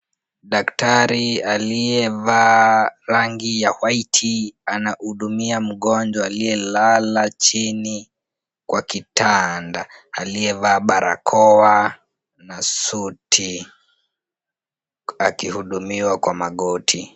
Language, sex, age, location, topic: Swahili, female, 18-24, Kisumu, health